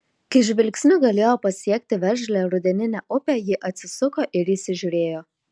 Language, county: Lithuanian, Kaunas